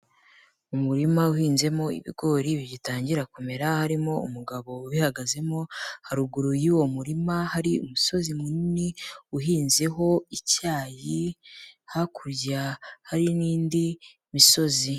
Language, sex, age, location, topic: Kinyarwanda, female, 18-24, Kigali, agriculture